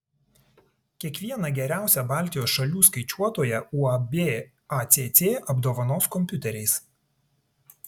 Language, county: Lithuanian, Tauragė